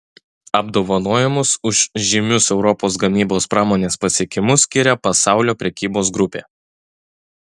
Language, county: Lithuanian, Utena